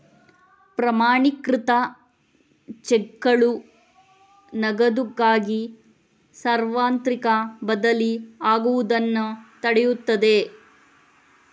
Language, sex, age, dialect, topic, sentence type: Kannada, female, 18-24, Coastal/Dakshin, banking, statement